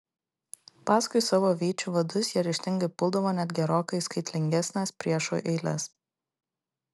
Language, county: Lithuanian, Klaipėda